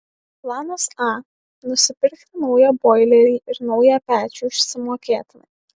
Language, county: Lithuanian, Alytus